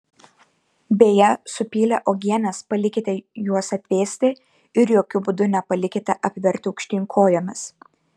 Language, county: Lithuanian, Kaunas